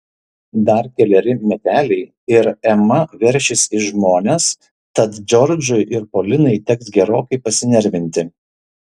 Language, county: Lithuanian, Šiauliai